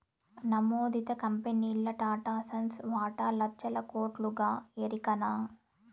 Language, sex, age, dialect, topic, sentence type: Telugu, female, 18-24, Southern, banking, statement